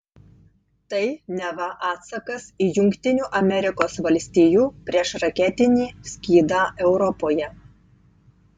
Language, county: Lithuanian, Tauragė